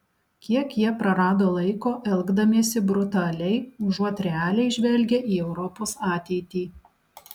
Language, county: Lithuanian, Alytus